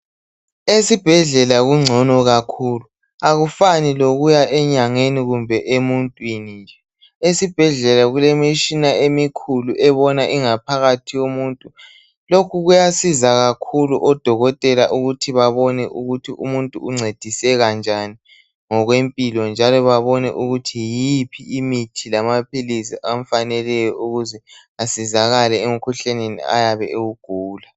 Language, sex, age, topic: North Ndebele, male, 18-24, health